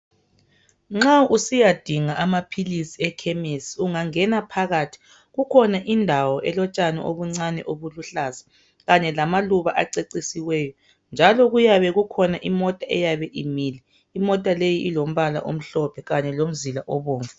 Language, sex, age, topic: North Ndebele, female, 25-35, health